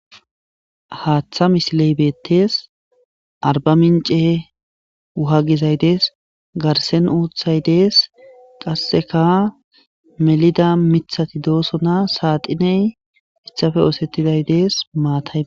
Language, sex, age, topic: Gamo, male, 18-24, government